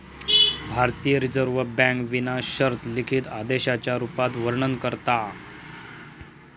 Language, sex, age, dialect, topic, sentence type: Marathi, male, 36-40, Southern Konkan, banking, statement